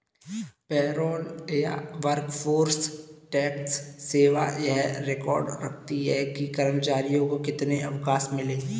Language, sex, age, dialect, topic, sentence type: Hindi, male, 18-24, Kanauji Braj Bhasha, banking, statement